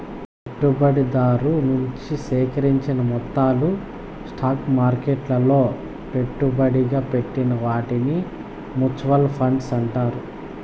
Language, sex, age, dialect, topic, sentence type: Telugu, male, 25-30, Southern, banking, statement